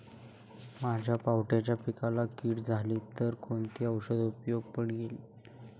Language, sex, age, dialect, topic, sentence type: Marathi, male, 18-24, Standard Marathi, agriculture, question